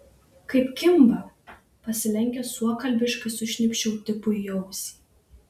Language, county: Lithuanian, Šiauliai